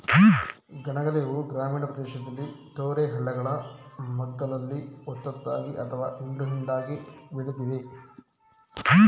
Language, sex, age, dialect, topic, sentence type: Kannada, male, 25-30, Mysore Kannada, agriculture, statement